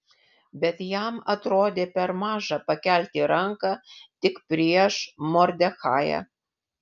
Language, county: Lithuanian, Vilnius